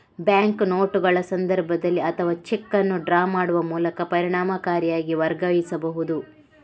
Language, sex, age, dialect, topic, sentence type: Kannada, female, 31-35, Coastal/Dakshin, banking, statement